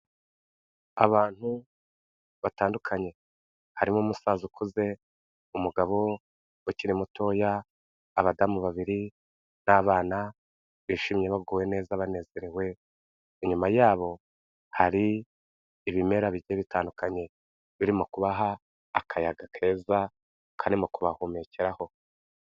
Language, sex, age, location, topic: Kinyarwanda, male, 36-49, Kigali, health